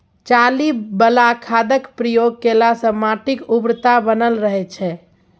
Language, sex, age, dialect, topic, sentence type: Maithili, female, 41-45, Bajjika, agriculture, statement